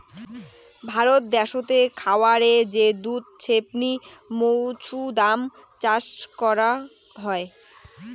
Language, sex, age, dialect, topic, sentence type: Bengali, female, 18-24, Rajbangshi, agriculture, statement